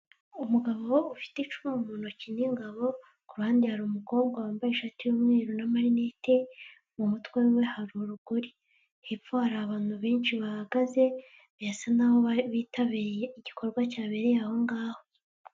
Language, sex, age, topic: Kinyarwanda, female, 18-24, government